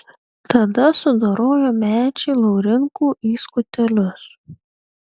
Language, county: Lithuanian, Vilnius